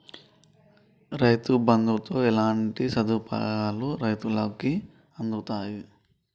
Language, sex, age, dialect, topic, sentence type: Telugu, male, 25-30, Telangana, agriculture, question